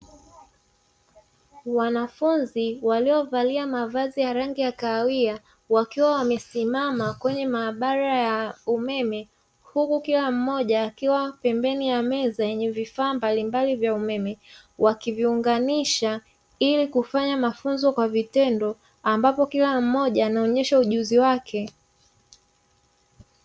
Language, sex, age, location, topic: Swahili, female, 36-49, Dar es Salaam, education